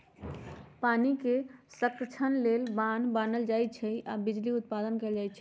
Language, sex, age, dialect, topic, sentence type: Magahi, female, 31-35, Western, agriculture, statement